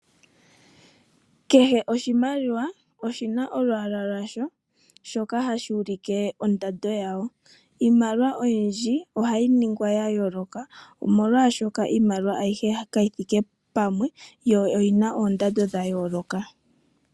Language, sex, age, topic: Oshiwambo, female, 25-35, finance